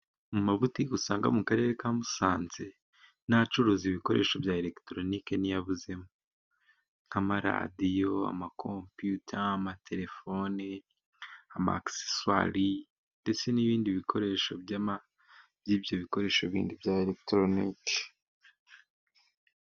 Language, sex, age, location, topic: Kinyarwanda, male, 18-24, Musanze, finance